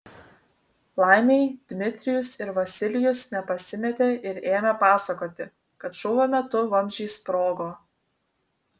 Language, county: Lithuanian, Vilnius